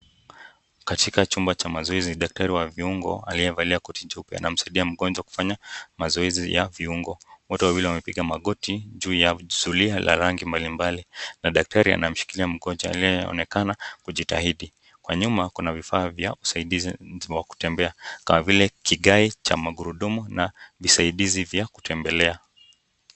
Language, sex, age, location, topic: Swahili, male, 18-24, Nakuru, health